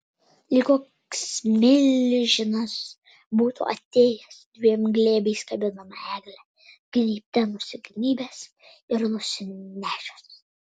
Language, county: Lithuanian, Vilnius